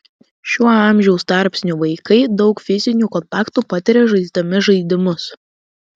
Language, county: Lithuanian, Vilnius